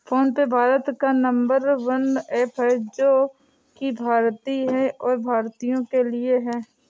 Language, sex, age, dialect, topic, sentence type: Hindi, female, 56-60, Awadhi Bundeli, banking, statement